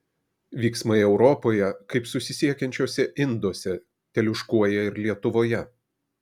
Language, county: Lithuanian, Kaunas